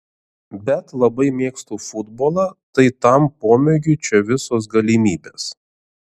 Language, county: Lithuanian, Šiauliai